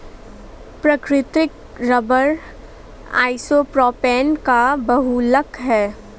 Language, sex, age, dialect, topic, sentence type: Hindi, female, 18-24, Awadhi Bundeli, agriculture, statement